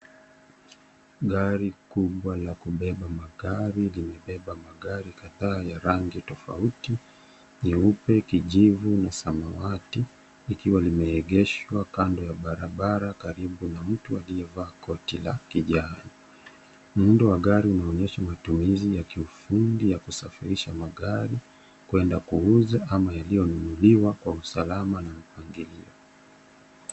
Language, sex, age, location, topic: Swahili, male, 36-49, Nairobi, finance